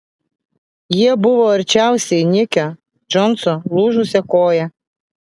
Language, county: Lithuanian, Vilnius